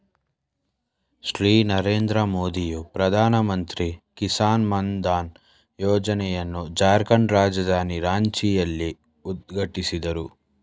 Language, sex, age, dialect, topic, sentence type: Kannada, male, 18-24, Mysore Kannada, agriculture, statement